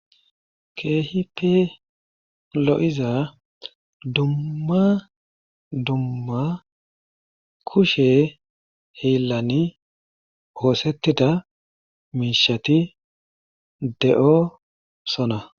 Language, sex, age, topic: Gamo, male, 25-35, government